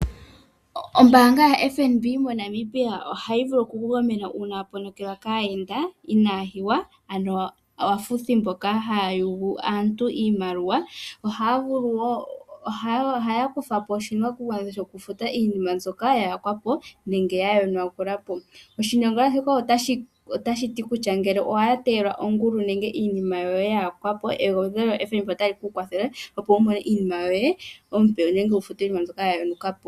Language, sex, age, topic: Oshiwambo, female, 18-24, finance